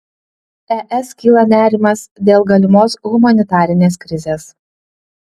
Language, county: Lithuanian, Utena